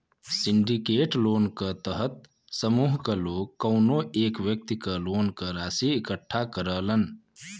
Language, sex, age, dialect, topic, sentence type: Bhojpuri, male, 25-30, Western, banking, statement